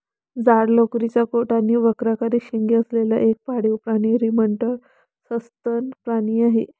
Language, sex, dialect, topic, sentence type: Marathi, female, Varhadi, agriculture, statement